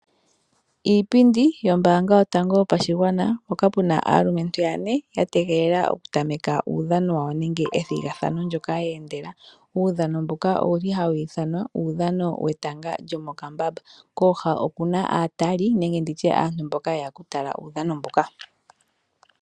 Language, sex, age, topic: Oshiwambo, female, 25-35, finance